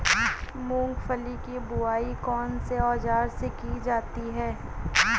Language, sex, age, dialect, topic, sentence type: Hindi, female, 46-50, Marwari Dhudhari, agriculture, question